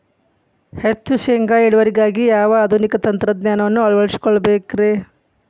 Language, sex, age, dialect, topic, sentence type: Kannada, female, 41-45, Dharwad Kannada, agriculture, question